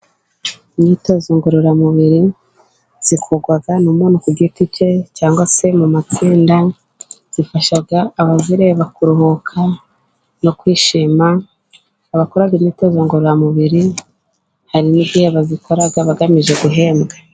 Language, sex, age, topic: Kinyarwanda, female, 18-24, government